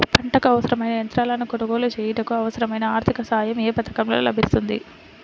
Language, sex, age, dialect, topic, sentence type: Telugu, female, 60-100, Central/Coastal, agriculture, question